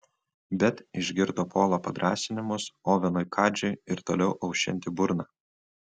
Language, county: Lithuanian, Utena